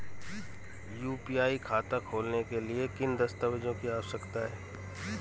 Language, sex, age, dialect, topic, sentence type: Hindi, male, 41-45, Marwari Dhudhari, banking, question